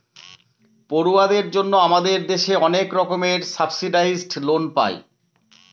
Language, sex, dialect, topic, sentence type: Bengali, male, Northern/Varendri, banking, statement